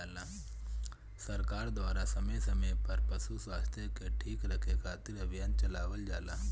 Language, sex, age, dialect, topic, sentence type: Bhojpuri, male, 25-30, Northern, agriculture, statement